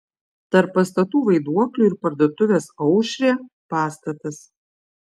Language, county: Lithuanian, Vilnius